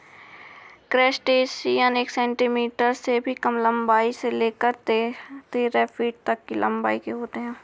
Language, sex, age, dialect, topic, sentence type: Hindi, female, 60-100, Awadhi Bundeli, agriculture, statement